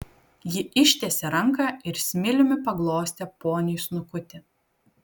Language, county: Lithuanian, Kaunas